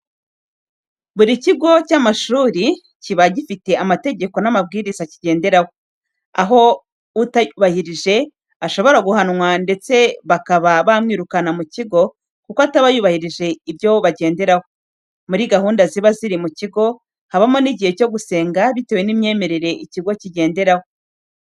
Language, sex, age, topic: Kinyarwanda, female, 36-49, education